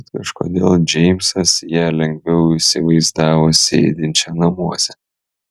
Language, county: Lithuanian, Utena